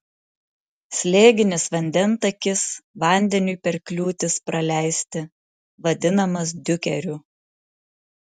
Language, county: Lithuanian, Marijampolė